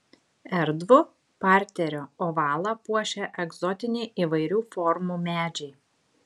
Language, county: Lithuanian, Šiauliai